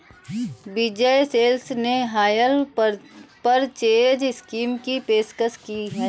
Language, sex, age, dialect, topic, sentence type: Hindi, female, 18-24, Awadhi Bundeli, banking, statement